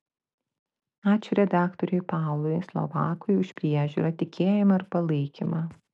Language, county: Lithuanian, Klaipėda